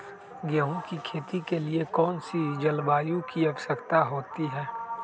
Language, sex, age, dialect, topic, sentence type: Magahi, male, 36-40, Western, agriculture, question